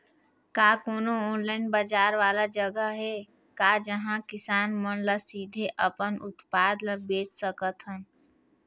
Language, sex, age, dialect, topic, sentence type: Chhattisgarhi, female, 18-24, Northern/Bhandar, agriculture, statement